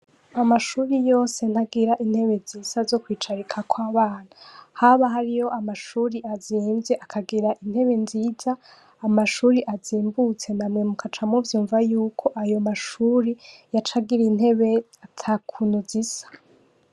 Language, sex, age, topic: Rundi, female, 25-35, education